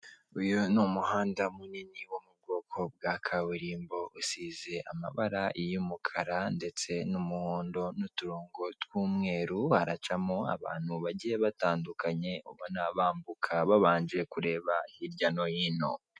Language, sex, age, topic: Kinyarwanda, male, 18-24, government